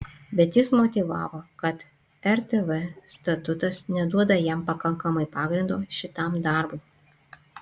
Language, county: Lithuanian, Panevėžys